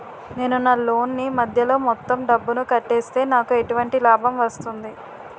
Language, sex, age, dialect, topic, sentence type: Telugu, female, 18-24, Utterandhra, banking, question